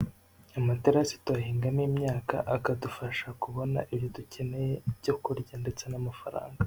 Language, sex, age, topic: Kinyarwanda, male, 25-35, agriculture